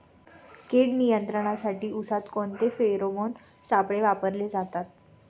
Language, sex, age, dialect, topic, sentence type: Marathi, female, 25-30, Standard Marathi, agriculture, question